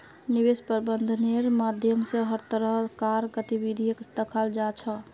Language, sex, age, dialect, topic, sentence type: Magahi, female, 60-100, Northeastern/Surjapuri, banking, statement